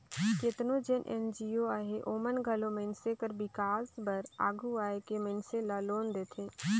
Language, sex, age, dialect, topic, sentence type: Chhattisgarhi, female, 25-30, Northern/Bhandar, banking, statement